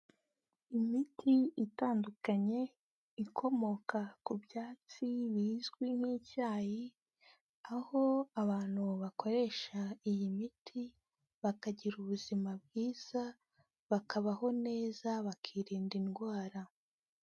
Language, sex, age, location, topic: Kinyarwanda, female, 18-24, Kigali, health